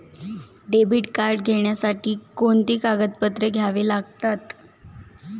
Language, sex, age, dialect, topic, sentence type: Marathi, female, 18-24, Standard Marathi, banking, question